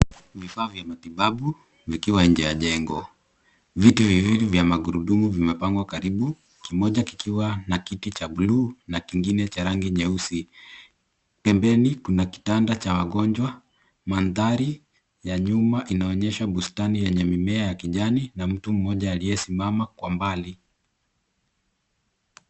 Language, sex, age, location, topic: Swahili, male, 18-24, Nairobi, health